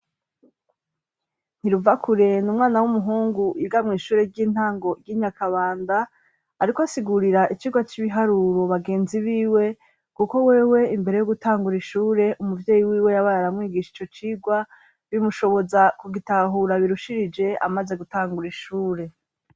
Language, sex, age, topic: Rundi, female, 36-49, education